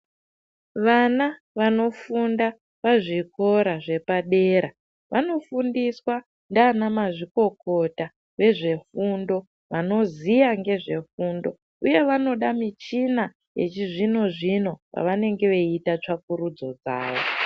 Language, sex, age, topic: Ndau, female, 50+, education